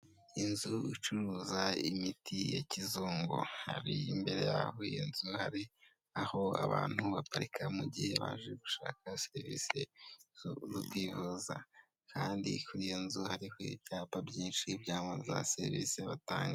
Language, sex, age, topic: Kinyarwanda, male, 18-24, government